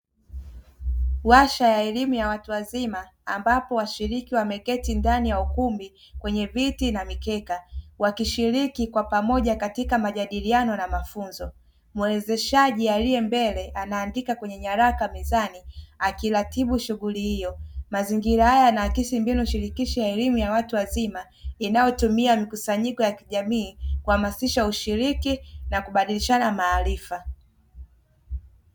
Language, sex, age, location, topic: Swahili, male, 18-24, Dar es Salaam, education